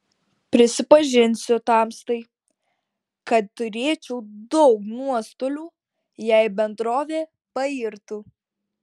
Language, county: Lithuanian, Šiauliai